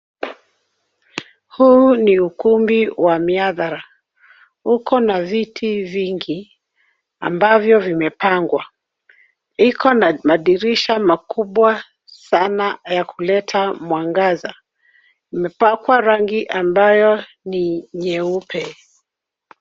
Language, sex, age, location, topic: Swahili, female, 36-49, Nairobi, education